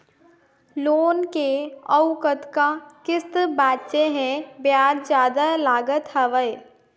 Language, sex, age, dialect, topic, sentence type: Chhattisgarhi, female, 25-30, Northern/Bhandar, banking, question